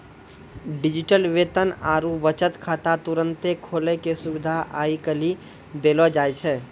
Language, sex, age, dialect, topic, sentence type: Maithili, male, 18-24, Angika, banking, statement